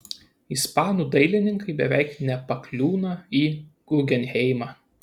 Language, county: Lithuanian, Kaunas